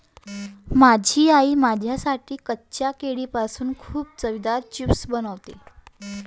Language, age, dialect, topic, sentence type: Marathi, 18-24, Varhadi, agriculture, statement